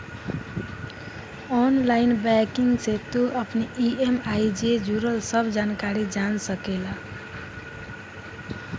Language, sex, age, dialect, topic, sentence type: Bhojpuri, female, 25-30, Northern, banking, statement